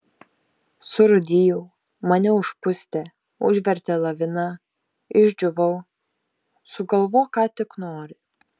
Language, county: Lithuanian, Šiauliai